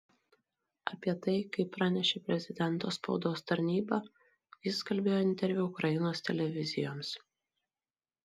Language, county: Lithuanian, Marijampolė